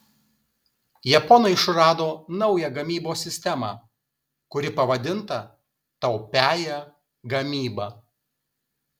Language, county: Lithuanian, Kaunas